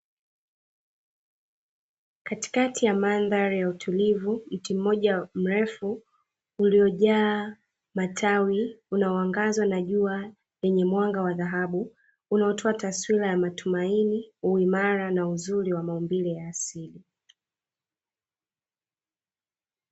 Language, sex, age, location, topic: Swahili, female, 25-35, Dar es Salaam, agriculture